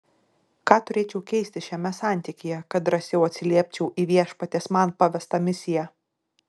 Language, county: Lithuanian, Šiauliai